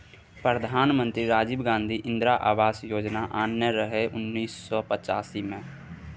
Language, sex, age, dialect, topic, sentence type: Maithili, male, 18-24, Bajjika, agriculture, statement